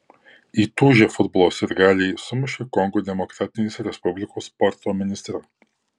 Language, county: Lithuanian, Kaunas